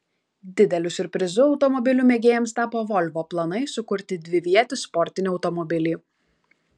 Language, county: Lithuanian, Kaunas